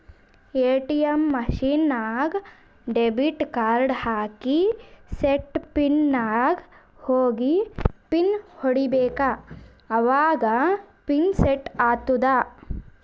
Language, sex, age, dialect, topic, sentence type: Kannada, male, 18-24, Northeastern, banking, statement